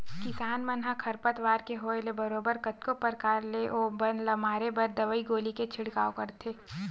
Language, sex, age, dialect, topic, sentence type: Chhattisgarhi, female, 60-100, Western/Budati/Khatahi, agriculture, statement